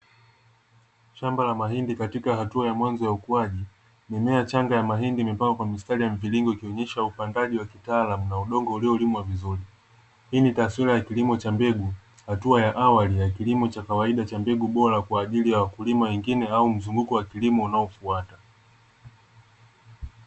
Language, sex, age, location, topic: Swahili, male, 25-35, Dar es Salaam, agriculture